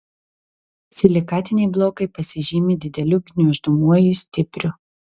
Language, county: Lithuanian, Telšiai